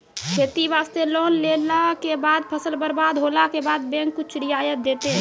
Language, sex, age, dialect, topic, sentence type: Maithili, female, 18-24, Angika, banking, question